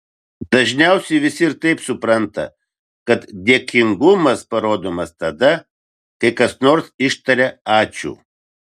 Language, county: Lithuanian, Vilnius